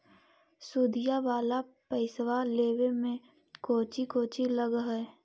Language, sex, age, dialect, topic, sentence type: Magahi, female, 18-24, Central/Standard, banking, question